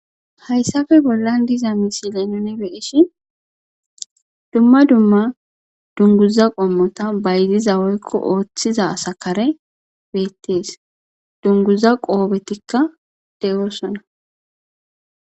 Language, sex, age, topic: Gamo, female, 25-35, government